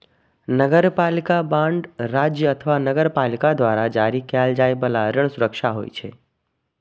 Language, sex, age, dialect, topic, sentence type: Maithili, male, 25-30, Eastern / Thethi, banking, statement